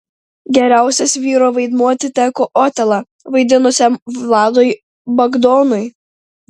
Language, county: Lithuanian, Tauragė